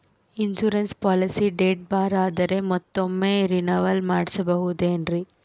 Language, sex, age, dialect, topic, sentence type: Kannada, female, 18-24, Central, banking, question